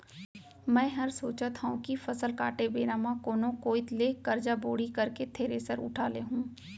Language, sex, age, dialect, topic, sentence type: Chhattisgarhi, female, 25-30, Central, banking, statement